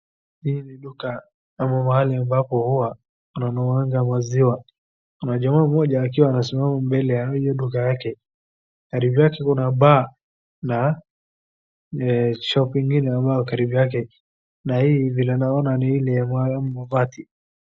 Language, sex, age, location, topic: Swahili, male, 36-49, Wajir, finance